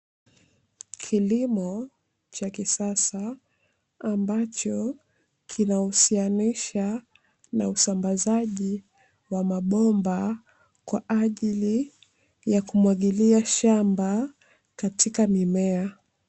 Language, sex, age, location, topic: Swahili, female, 18-24, Dar es Salaam, agriculture